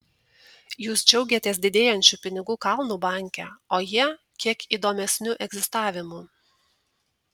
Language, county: Lithuanian, Tauragė